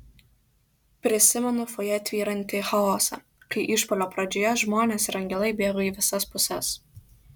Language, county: Lithuanian, Kaunas